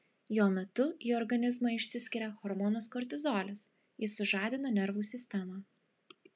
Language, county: Lithuanian, Klaipėda